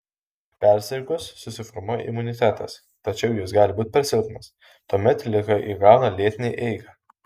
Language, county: Lithuanian, Kaunas